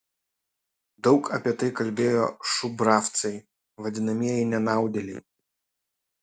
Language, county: Lithuanian, Kaunas